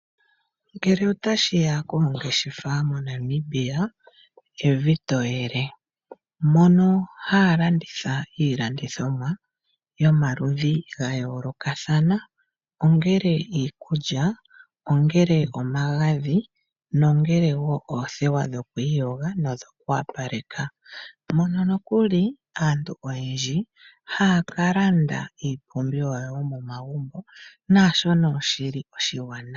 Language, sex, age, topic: Oshiwambo, female, 25-35, finance